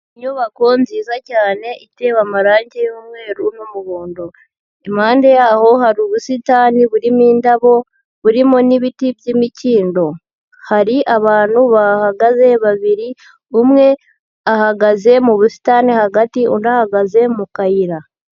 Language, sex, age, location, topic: Kinyarwanda, female, 18-24, Huye, agriculture